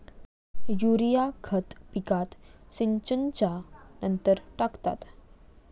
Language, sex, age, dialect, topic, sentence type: Marathi, female, 18-24, Southern Konkan, agriculture, statement